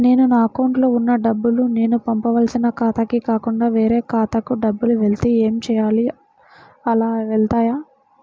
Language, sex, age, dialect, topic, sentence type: Telugu, female, 18-24, Central/Coastal, banking, question